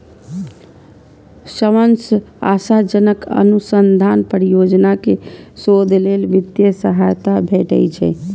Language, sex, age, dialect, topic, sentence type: Maithili, female, 25-30, Eastern / Thethi, banking, statement